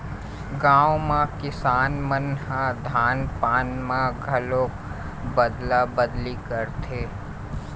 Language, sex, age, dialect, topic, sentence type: Chhattisgarhi, male, 51-55, Eastern, banking, statement